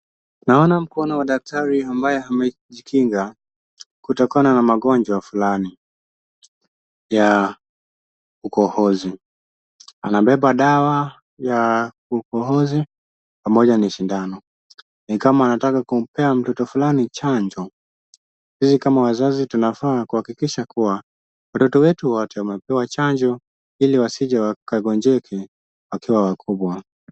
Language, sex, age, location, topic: Swahili, male, 25-35, Kisumu, health